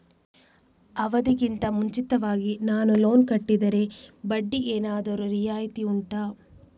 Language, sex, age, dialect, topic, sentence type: Kannada, female, 36-40, Coastal/Dakshin, banking, question